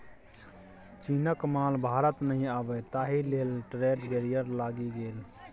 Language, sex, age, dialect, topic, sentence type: Maithili, male, 36-40, Bajjika, banking, statement